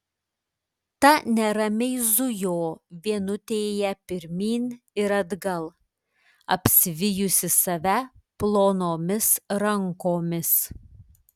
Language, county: Lithuanian, Klaipėda